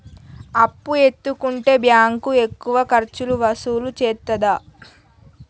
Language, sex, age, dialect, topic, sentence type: Telugu, female, 36-40, Telangana, banking, question